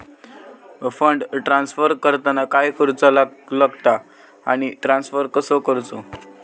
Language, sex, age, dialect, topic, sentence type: Marathi, male, 18-24, Southern Konkan, banking, question